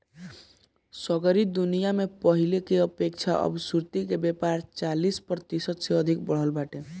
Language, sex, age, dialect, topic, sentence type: Bhojpuri, male, 18-24, Northern, agriculture, statement